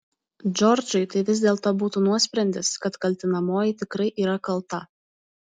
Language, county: Lithuanian, Utena